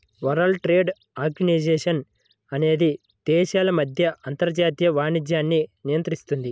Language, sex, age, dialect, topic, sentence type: Telugu, male, 25-30, Central/Coastal, banking, statement